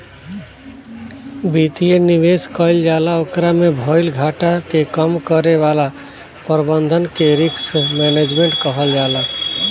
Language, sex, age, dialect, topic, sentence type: Bhojpuri, male, 25-30, Southern / Standard, banking, statement